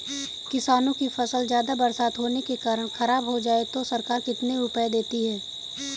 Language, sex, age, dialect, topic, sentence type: Hindi, female, 18-24, Kanauji Braj Bhasha, agriculture, question